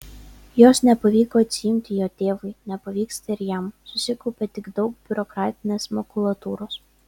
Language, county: Lithuanian, Vilnius